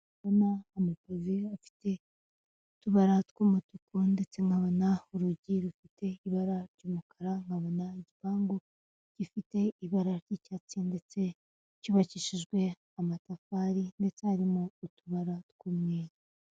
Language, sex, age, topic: Kinyarwanda, female, 25-35, finance